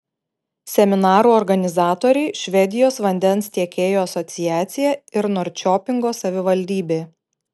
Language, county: Lithuanian, Panevėžys